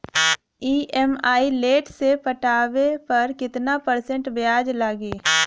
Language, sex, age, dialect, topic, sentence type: Bhojpuri, female, 25-30, Western, banking, question